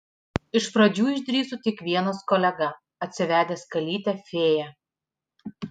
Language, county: Lithuanian, Klaipėda